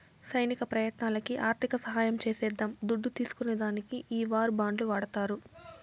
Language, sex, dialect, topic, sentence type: Telugu, female, Southern, banking, statement